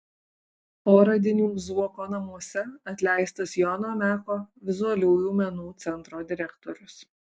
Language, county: Lithuanian, Alytus